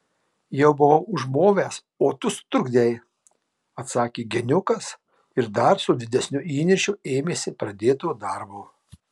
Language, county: Lithuanian, Marijampolė